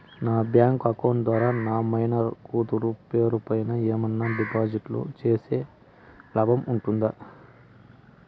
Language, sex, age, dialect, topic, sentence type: Telugu, male, 36-40, Southern, banking, question